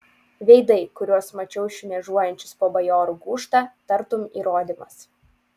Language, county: Lithuanian, Utena